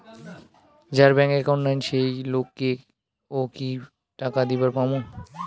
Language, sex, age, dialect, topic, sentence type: Bengali, male, <18, Rajbangshi, banking, question